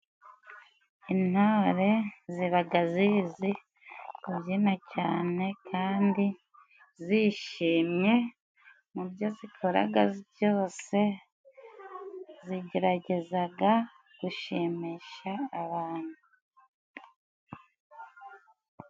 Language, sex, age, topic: Kinyarwanda, female, 25-35, government